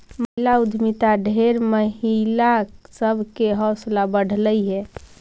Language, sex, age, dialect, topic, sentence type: Magahi, female, 56-60, Central/Standard, banking, statement